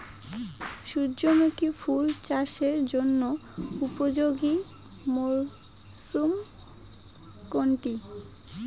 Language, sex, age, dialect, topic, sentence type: Bengali, female, 18-24, Rajbangshi, agriculture, question